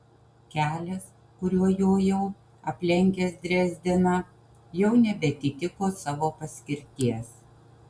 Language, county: Lithuanian, Kaunas